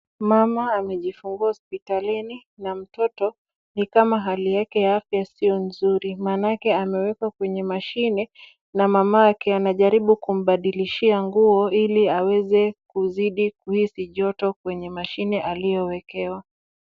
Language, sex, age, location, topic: Swahili, female, 25-35, Kisumu, health